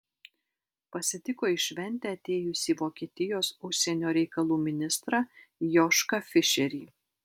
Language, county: Lithuanian, Alytus